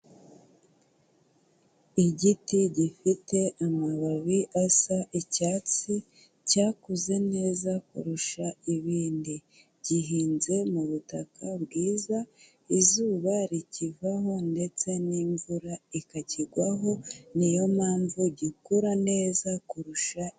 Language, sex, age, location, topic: Kinyarwanda, female, 18-24, Kigali, health